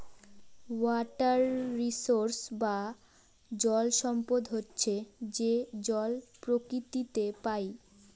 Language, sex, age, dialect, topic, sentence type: Bengali, female, 18-24, Northern/Varendri, agriculture, statement